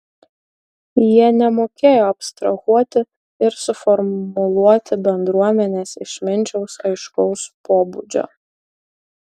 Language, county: Lithuanian, Utena